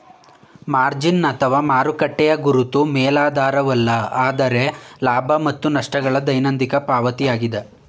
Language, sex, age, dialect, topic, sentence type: Kannada, male, 18-24, Mysore Kannada, banking, statement